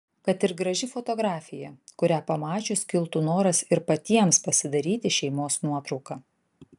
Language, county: Lithuanian, Vilnius